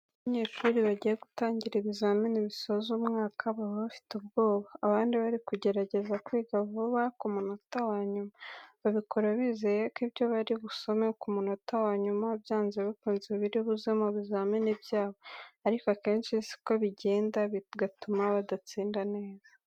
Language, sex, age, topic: Kinyarwanda, female, 18-24, education